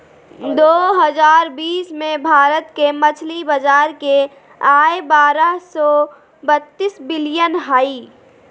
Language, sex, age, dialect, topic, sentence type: Magahi, female, 41-45, Southern, agriculture, statement